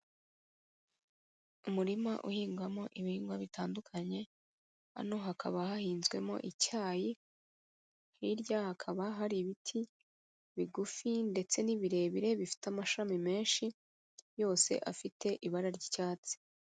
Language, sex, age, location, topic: Kinyarwanda, female, 36-49, Kigali, agriculture